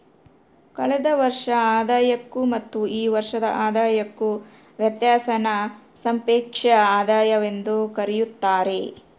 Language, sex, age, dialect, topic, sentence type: Kannada, female, 36-40, Central, banking, statement